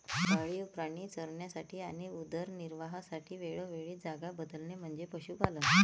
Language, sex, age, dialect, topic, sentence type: Marathi, female, 36-40, Varhadi, agriculture, statement